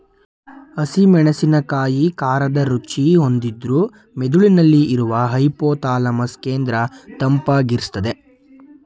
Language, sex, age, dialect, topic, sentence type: Kannada, male, 18-24, Mysore Kannada, agriculture, statement